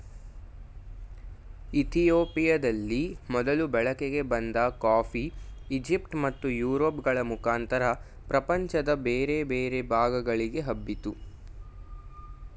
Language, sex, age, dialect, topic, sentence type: Kannada, male, 18-24, Mysore Kannada, agriculture, statement